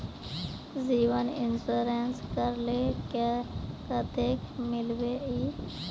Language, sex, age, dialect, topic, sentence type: Magahi, female, 25-30, Northeastern/Surjapuri, banking, question